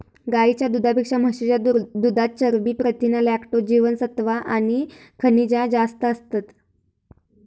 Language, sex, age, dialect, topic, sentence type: Marathi, female, 18-24, Southern Konkan, agriculture, statement